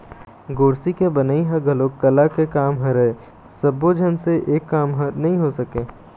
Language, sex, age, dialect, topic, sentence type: Chhattisgarhi, male, 18-24, Eastern, agriculture, statement